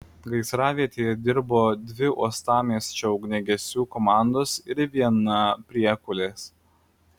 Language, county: Lithuanian, Klaipėda